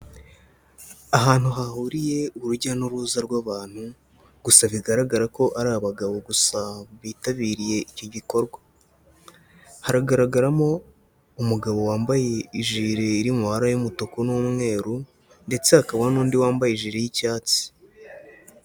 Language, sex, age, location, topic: Kinyarwanda, male, 18-24, Huye, health